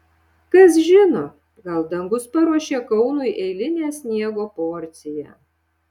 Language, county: Lithuanian, Šiauliai